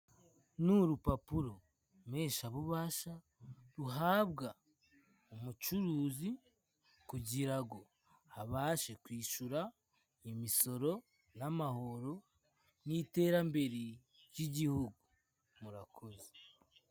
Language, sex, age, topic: Kinyarwanda, male, 25-35, finance